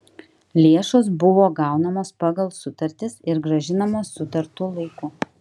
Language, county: Lithuanian, Kaunas